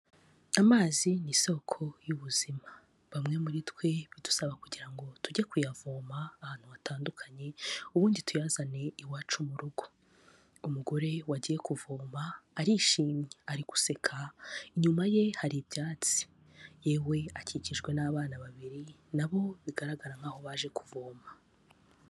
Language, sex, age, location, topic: Kinyarwanda, female, 25-35, Kigali, health